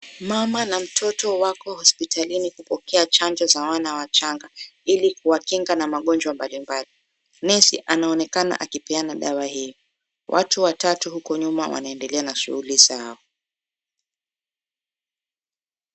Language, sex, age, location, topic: Swahili, female, 25-35, Mombasa, health